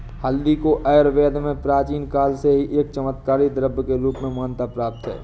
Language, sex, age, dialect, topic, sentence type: Hindi, male, 18-24, Awadhi Bundeli, agriculture, statement